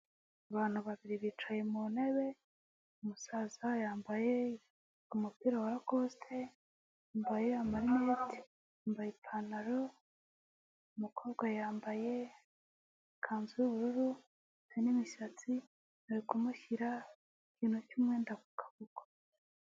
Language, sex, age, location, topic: Kinyarwanda, female, 18-24, Huye, health